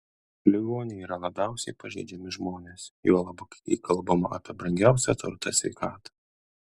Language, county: Lithuanian, Kaunas